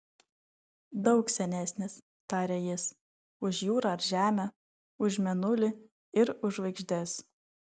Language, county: Lithuanian, Vilnius